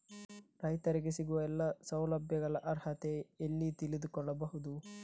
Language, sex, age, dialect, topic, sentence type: Kannada, male, 31-35, Coastal/Dakshin, agriculture, question